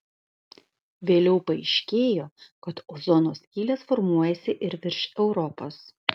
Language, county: Lithuanian, Kaunas